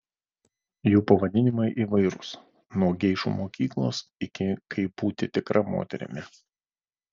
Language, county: Lithuanian, Vilnius